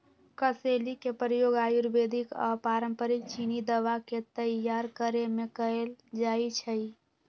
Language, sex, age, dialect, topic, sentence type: Magahi, female, 41-45, Western, agriculture, statement